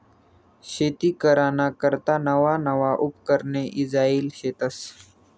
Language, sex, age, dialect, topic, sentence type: Marathi, male, 18-24, Northern Konkan, agriculture, statement